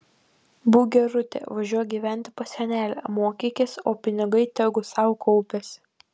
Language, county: Lithuanian, Kaunas